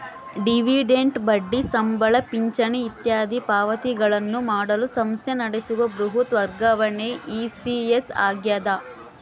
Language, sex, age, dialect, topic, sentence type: Kannada, female, 18-24, Central, banking, statement